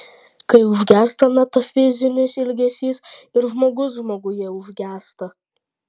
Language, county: Lithuanian, Klaipėda